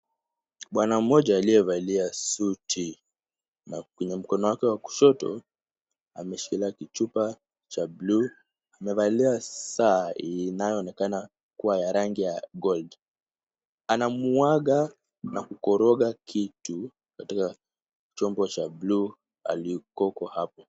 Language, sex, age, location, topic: Swahili, male, 18-24, Kisumu, health